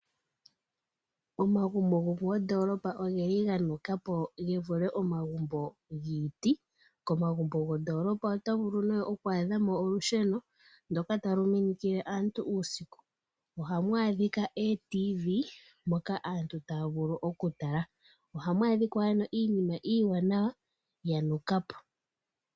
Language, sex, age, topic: Oshiwambo, female, 18-24, finance